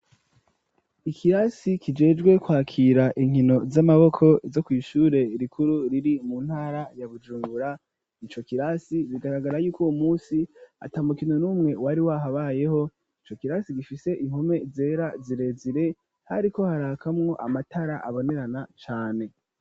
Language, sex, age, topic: Rundi, female, 18-24, education